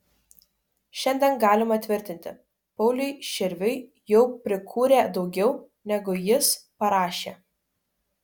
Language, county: Lithuanian, Kaunas